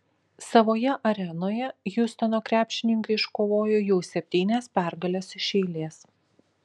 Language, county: Lithuanian, Kaunas